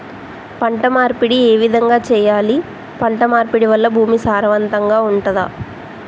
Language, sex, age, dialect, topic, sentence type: Telugu, male, 18-24, Telangana, agriculture, question